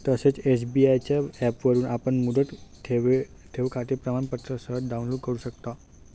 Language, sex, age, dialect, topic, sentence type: Marathi, male, 18-24, Standard Marathi, banking, statement